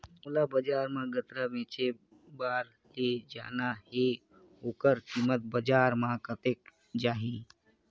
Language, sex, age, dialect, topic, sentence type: Chhattisgarhi, male, 25-30, Northern/Bhandar, agriculture, question